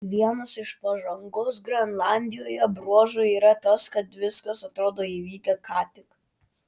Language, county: Lithuanian, Klaipėda